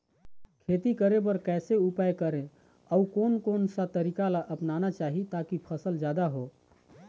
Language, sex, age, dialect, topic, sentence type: Chhattisgarhi, male, 31-35, Eastern, agriculture, question